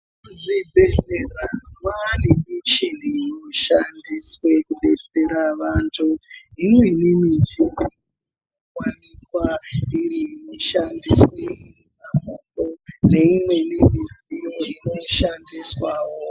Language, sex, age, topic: Ndau, female, 36-49, health